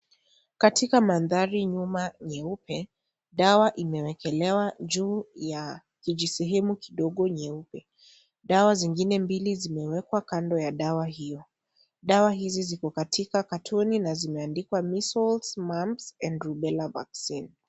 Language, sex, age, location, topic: Swahili, female, 50+, Kisii, health